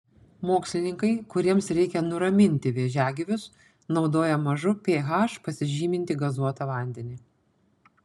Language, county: Lithuanian, Panevėžys